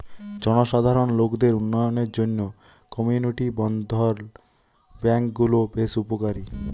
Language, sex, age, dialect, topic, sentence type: Bengali, male, 18-24, Western, banking, statement